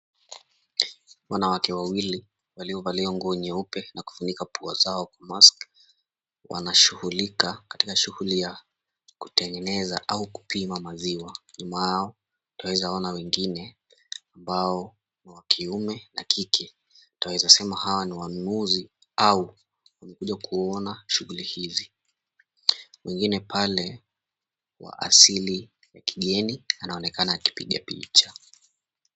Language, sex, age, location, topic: Swahili, male, 25-35, Mombasa, agriculture